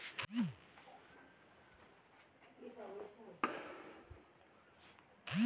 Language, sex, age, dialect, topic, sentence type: Maithili, male, 18-24, Southern/Standard, banking, statement